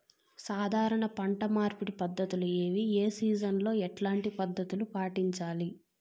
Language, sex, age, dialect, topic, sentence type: Telugu, female, 46-50, Southern, agriculture, question